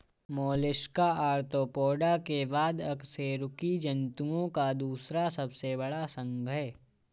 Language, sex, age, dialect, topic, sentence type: Hindi, male, 18-24, Awadhi Bundeli, agriculture, statement